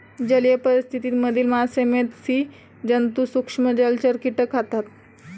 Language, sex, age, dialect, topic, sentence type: Marathi, female, 18-24, Standard Marathi, agriculture, statement